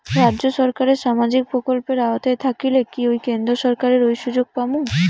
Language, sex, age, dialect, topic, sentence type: Bengali, female, 18-24, Rajbangshi, banking, question